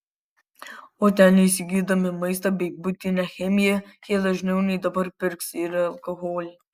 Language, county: Lithuanian, Kaunas